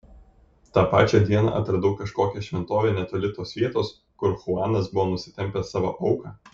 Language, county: Lithuanian, Kaunas